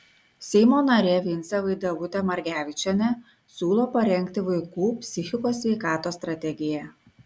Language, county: Lithuanian, Kaunas